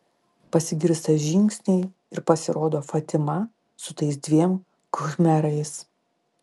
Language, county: Lithuanian, Klaipėda